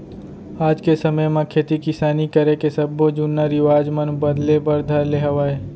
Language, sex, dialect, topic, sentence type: Chhattisgarhi, male, Central, agriculture, statement